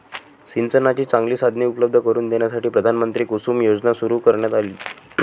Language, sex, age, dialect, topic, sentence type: Marathi, male, 18-24, Northern Konkan, agriculture, statement